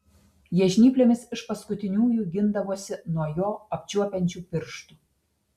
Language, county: Lithuanian, Telšiai